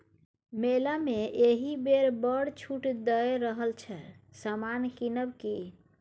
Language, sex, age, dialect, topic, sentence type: Maithili, female, 36-40, Bajjika, banking, statement